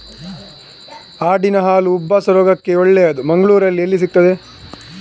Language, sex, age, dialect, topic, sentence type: Kannada, male, 18-24, Coastal/Dakshin, agriculture, question